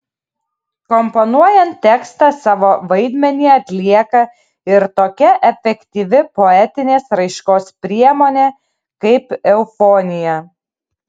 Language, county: Lithuanian, Kaunas